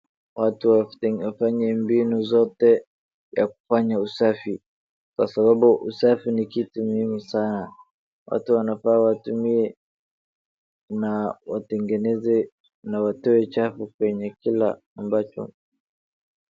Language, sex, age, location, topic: Swahili, male, 18-24, Wajir, health